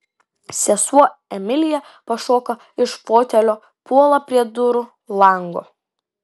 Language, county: Lithuanian, Vilnius